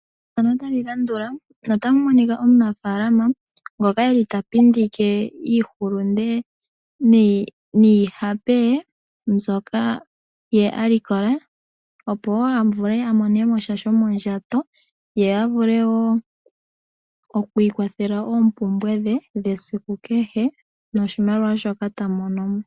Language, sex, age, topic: Oshiwambo, female, 18-24, finance